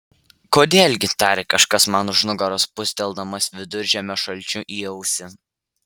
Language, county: Lithuanian, Vilnius